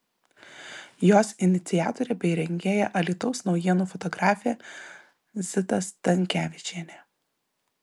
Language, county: Lithuanian, Vilnius